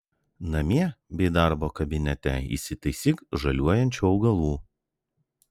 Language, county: Lithuanian, Vilnius